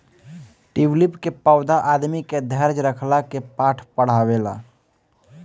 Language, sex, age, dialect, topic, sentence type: Bhojpuri, male, <18, Northern, agriculture, statement